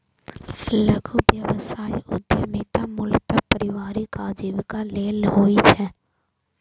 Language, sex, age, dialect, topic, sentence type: Maithili, female, 18-24, Eastern / Thethi, banking, statement